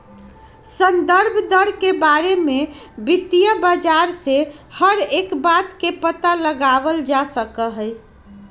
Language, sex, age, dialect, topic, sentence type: Magahi, female, 31-35, Western, banking, statement